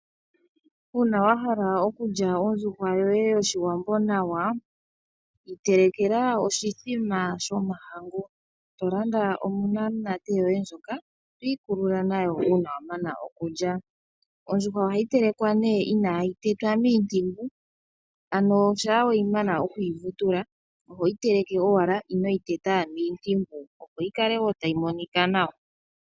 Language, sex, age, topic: Oshiwambo, male, 25-35, agriculture